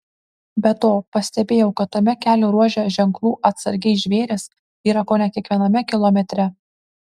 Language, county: Lithuanian, Kaunas